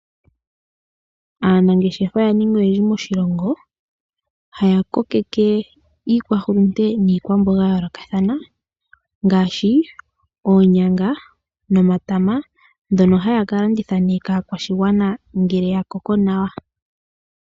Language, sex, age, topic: Oshiwambo, female, 18-24, agriculture